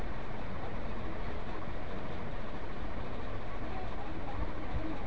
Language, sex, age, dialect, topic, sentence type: Hindi, female, 36-40, Marwari Dhudhari, banking, question